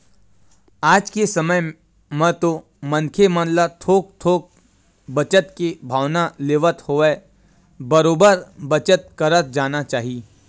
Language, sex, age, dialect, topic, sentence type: Chhattisgarhi, male, 18-24, Western/Budati/Khatahi, banking, statement